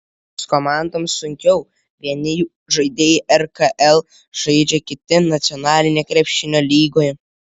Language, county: Lithuanian, Vilnius